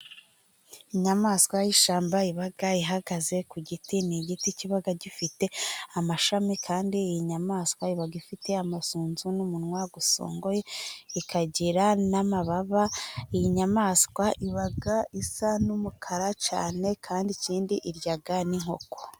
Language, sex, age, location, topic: Kinyarwanda, female, 25-35, Musanze, agriculture